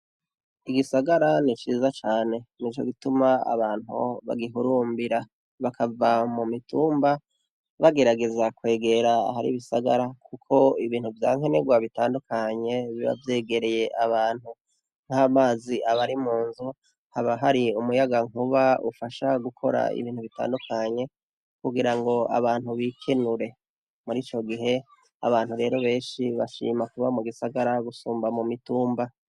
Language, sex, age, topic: Rundi, male, 36-49, education